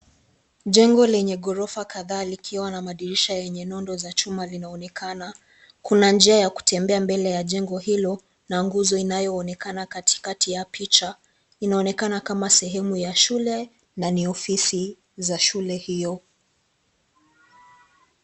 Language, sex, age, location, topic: Swahili, female, 25-35, Kisii, education